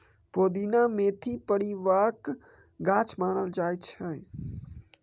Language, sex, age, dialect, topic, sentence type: Maithili, male, 18-24, Bajjika, agriculture, statement